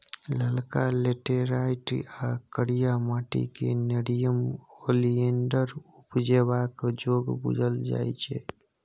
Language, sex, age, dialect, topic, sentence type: Maithili, male, 18-24, Bajjika, agriculture, statement